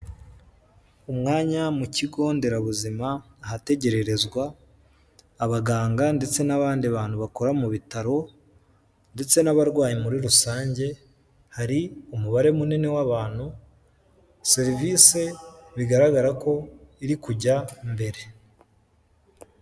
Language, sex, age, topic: Kinyarwanda, male, 18-24, health